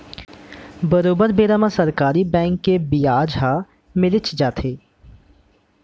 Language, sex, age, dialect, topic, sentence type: Chhattisgarhi, male, 18-24, Central, banking, statement